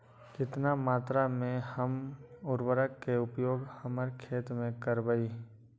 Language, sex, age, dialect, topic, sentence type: Magahi, male, 18-24, Western, agriculture, question